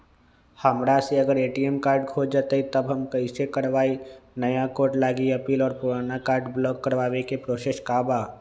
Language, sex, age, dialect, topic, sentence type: Magahi, male, 25-30, Western, banking, question